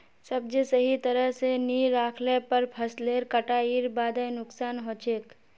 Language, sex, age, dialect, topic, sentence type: Magahi, female, 46-50, Northeastern/Surjapuri, agriculture, statement